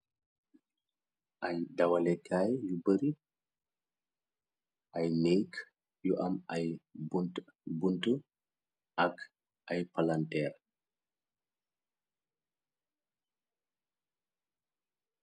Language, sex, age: Wolof, male, 25-35